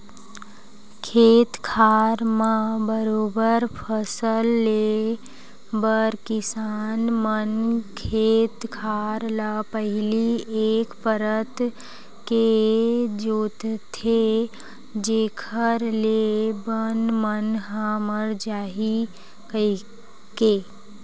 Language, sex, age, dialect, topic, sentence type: Chhattisgarhi, female, 18-24, Western/Budati/Khatahi, agriculture, statement